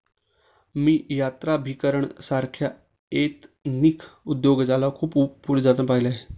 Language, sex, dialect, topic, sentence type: Marathi, male, Standard Marathi, banking, statement